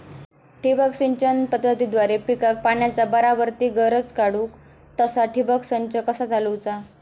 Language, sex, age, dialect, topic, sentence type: Marathi, female, 18-24, Southern Konkan, agriculture, question